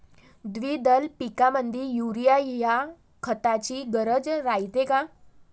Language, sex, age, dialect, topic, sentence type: Marathi, female, 18-24, Varhadi, agriculture, question